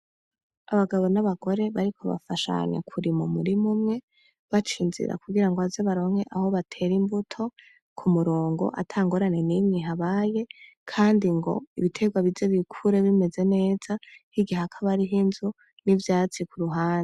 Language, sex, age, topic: Rundi, female, 18-24, agriculture